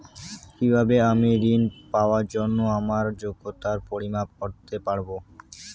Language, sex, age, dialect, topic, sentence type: Bengali, male, 18-24, Rajbangshi, banking, question